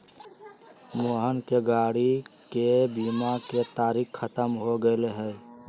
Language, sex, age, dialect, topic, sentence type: Magahi, male, 31-35, Western, banking, statement